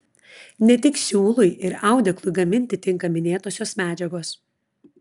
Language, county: Lithuanian, Klaipėda